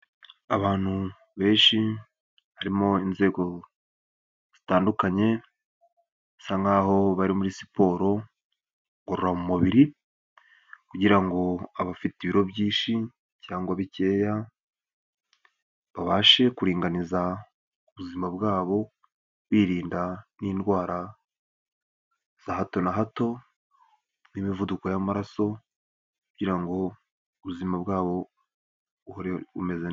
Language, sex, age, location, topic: Kinyarwanda, male, 18-24, Nyagatare, government